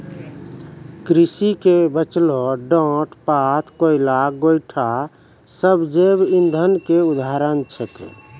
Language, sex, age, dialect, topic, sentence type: Maithili, male, 41-45, Angika, agriculture, statement